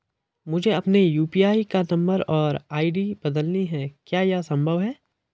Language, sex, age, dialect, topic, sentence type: Hindi, male, 41-45, Garhwali, banking, question